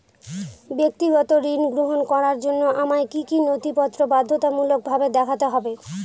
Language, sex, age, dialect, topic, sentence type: Bengali, female, 25-30, Northern/Varendri, banking, question